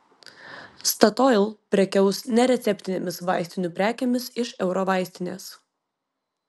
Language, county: Lithuanian, Vilnius